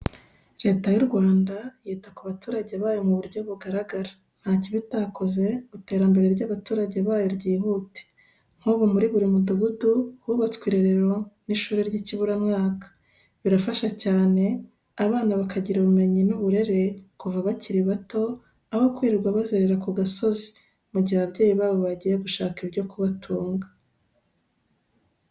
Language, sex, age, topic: Kinyarwanda, female, 36-49, education